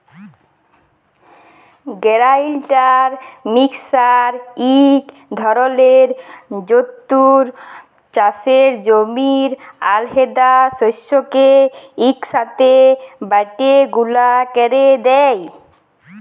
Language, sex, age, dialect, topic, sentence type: Bengali, female, 25-30, Jharkhandi, agriculture, statement